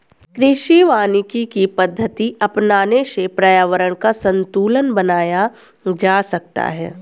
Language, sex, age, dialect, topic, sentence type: Hindi, female, 18-24, Hindustani Malvi Khadi Boli, agriculture, statement